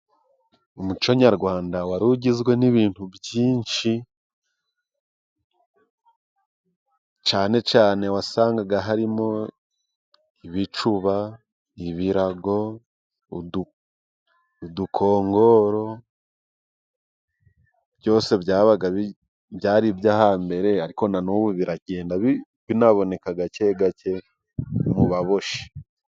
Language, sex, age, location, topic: Kinyarwanda, male, 25-35, Musanze, government